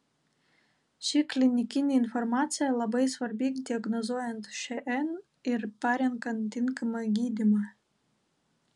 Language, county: Lithuanian, Vilnius